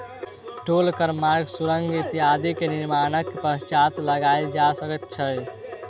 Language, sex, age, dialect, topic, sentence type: Maithili, male, 18-24, Southern/Standard, banking, statement